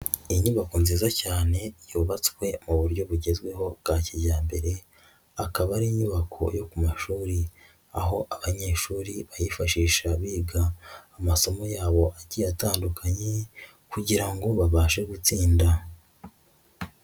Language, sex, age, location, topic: Kinyarwanda, female, 25-35, Nyagatare, education